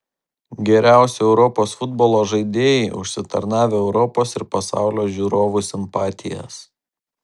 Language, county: Lithuanian, Šiauliai